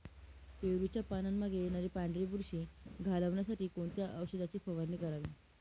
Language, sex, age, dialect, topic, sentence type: Marathi, female, 18-24, Northern Konkan, agriculture, question